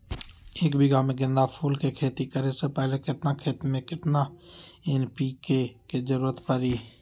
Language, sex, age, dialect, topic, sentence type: Magahi, male, 18-24, Western, agriculture, question